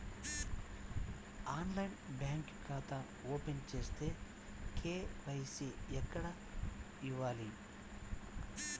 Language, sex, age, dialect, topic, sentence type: Telugu, male, 36-40, Central/Coastal, banking, question